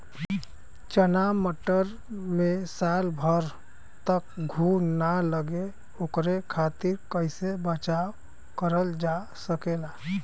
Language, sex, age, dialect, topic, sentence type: Bhojpuri, male, 25-30, Western, agriculture, question